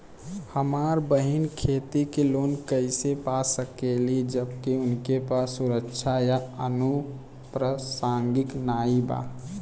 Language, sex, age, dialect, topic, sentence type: Bhojpuri, male, 18-24, Western, agriculture, statement